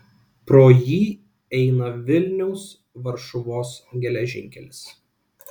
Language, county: Lithuanian, Kaunas